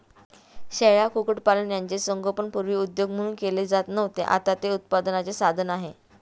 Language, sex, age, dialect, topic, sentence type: Marathi, female, 31-35, Standard Marathi, agriculture, statement